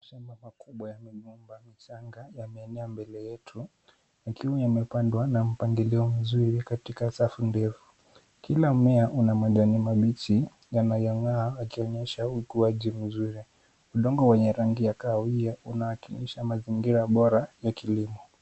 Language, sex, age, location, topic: Swahili, male, 18-24, Kisumu, agriculture